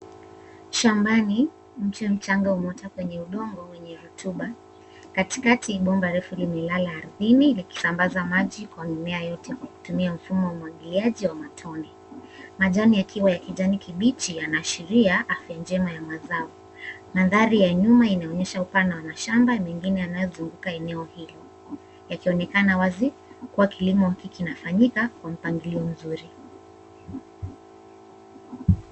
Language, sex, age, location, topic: Swahili, female, 18-24, Nairobi, agriculture